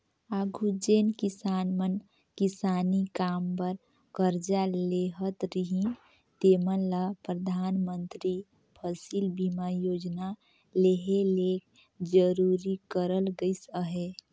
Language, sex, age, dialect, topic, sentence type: Chhattisgarhi, female, 18-24, Northern/Bhandar, agriculture, statement